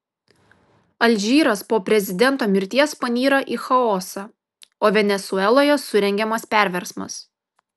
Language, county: Lithuanian, Kaunas